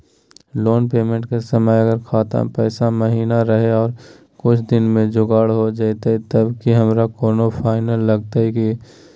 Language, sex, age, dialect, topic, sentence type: Magahi, male, 18-24, Southern, banking, question